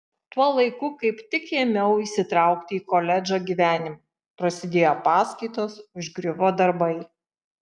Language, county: Lithuanian, Šiauliai